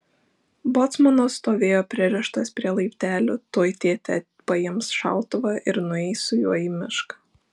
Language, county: Lithuanian, Šiauliai